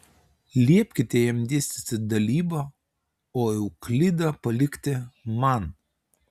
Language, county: Lithuanian, Utena